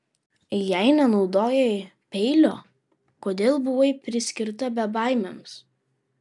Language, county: Lithuanian, Vilnius